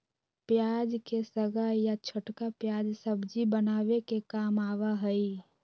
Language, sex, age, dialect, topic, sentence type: Magahi, female, 18-24, Western, agriculture, statement